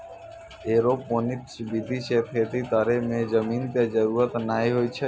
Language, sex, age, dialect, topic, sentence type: Maithili, male, 60-100, Angika, agriculture, statement